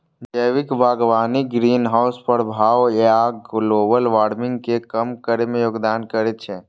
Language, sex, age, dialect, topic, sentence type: Maithili, male, 25-30, Eastern / Thethi, agriculture, statement